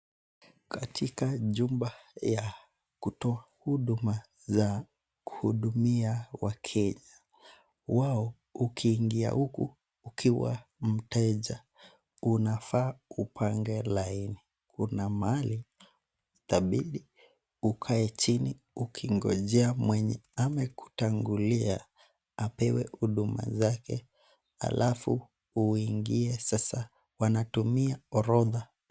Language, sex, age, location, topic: Swahili, male, 25-35, Nakuru, government